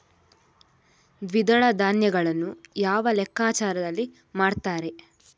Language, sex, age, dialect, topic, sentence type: Kannada, female, 41-45, Coastal/Dakshin, agriculture, question